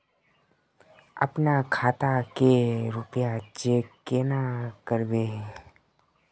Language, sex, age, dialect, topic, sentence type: Magahi, male, 31-35, Northeastern/Surjapuri, banking, question